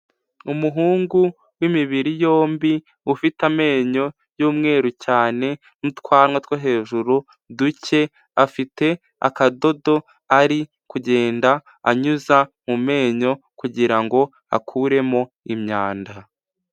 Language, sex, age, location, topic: Kinyarwanda, male, 18-24, Huye, health